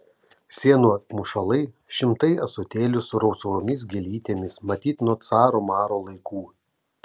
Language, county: Lithuanian, Telšiai